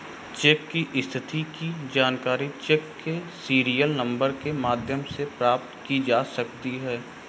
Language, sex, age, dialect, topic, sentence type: Hindi, male, 60-100, Marwari Dhudhari, banking, statement